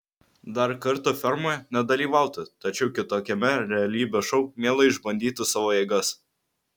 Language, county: Lithuanian, Vilnius